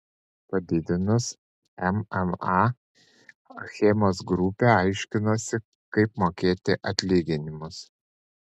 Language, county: Lithuanian, Panevėžys